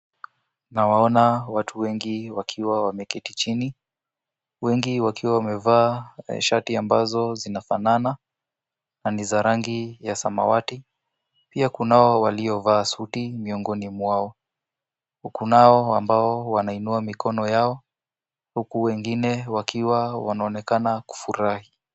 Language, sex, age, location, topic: Swahili, male, 18-24, Kisumu, government